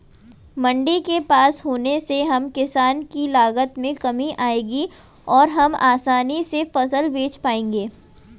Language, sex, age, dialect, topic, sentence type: Hindi, female, 41-45, Hindustani Malvi Khadi Boli, agriculture, statement